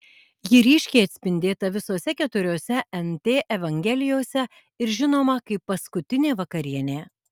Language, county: Lithuanian, Alytus